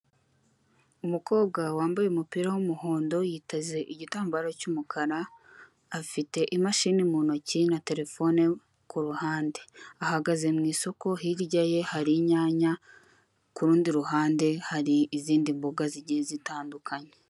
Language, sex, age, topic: Kinyarwanda, female, 18-24, finance